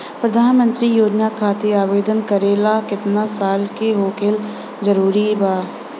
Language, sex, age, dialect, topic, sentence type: Bhojpuri, female, 25-30, Southern / Standard, banking, question